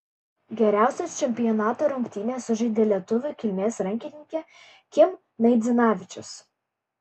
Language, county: Lithuanian, Kaunas